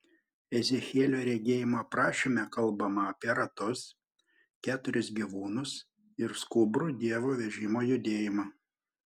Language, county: Lithuanian, Panevėžys